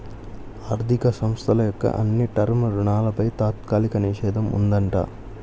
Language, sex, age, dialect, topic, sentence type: Telugu, male, 25-30, Central/Coastal, banking, statement